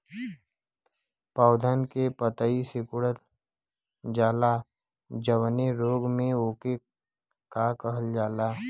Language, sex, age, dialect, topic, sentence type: Bhojpuri, male, 18-24, Western, agriculture, question